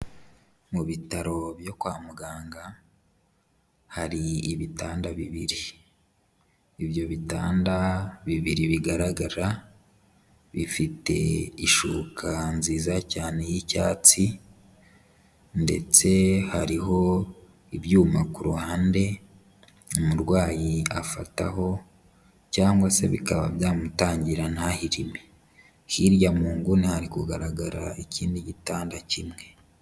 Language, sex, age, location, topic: Kinyarwanda, male, 18-24, Kigali, health